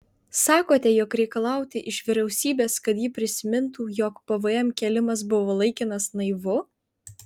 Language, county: Lithuanian, Vilnius